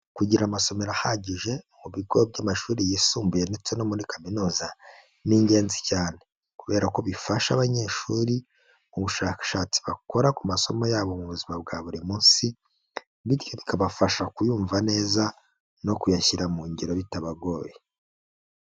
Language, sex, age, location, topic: Kinyarwanda, male, 25-35, Huye, education